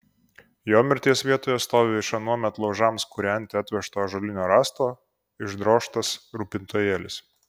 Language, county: Lithuanian, Kaunas